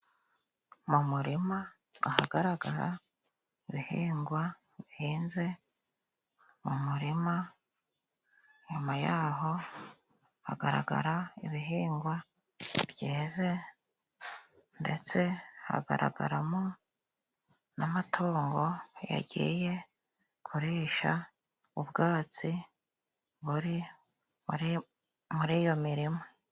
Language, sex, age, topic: Kinyarwanda, female, 36-49, agriculture